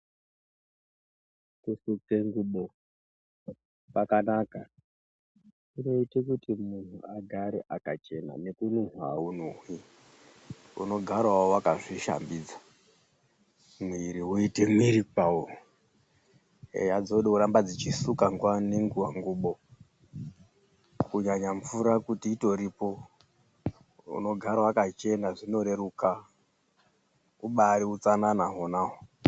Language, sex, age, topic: Ndau, male, 36-49, health